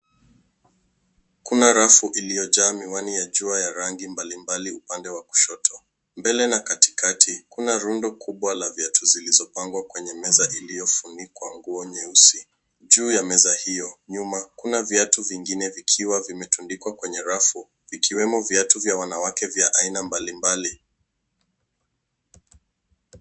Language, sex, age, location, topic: Swahili, male, 18-24, Nairobi, finance